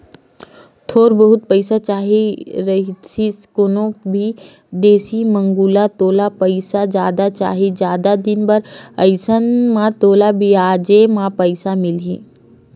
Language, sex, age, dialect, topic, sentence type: Chhattisgarhi, female, 25-30, Western/Budati/Khatahi, banking, statement